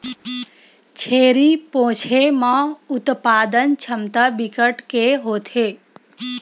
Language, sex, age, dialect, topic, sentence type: Chhattisgarhi, female, 25-30, Western/Budati/Khatahi, agriculture, statement